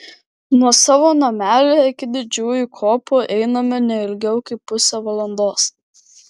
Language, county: Lithuanian, Vilnius